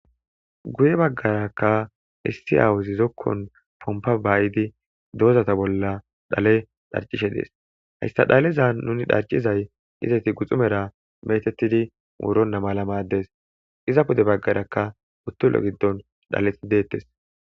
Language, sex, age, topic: Gamo, male, 25-35, agriculture